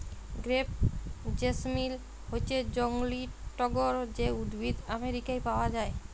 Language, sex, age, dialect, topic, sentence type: Bengali, female, 25-30, Jharkhandi, agriculture, statement